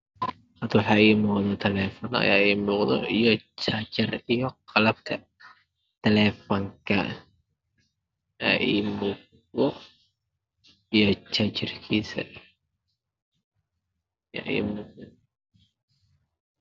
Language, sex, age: Somali, male, 25-35